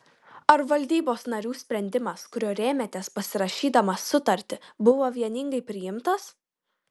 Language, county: Lithuanian, Kaunas